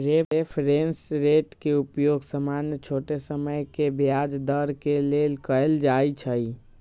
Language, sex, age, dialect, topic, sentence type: Magahi, male, 18-24, Western, banking, statement